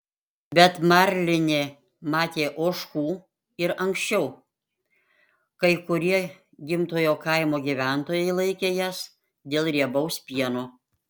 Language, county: Lithuanian, Panevėžys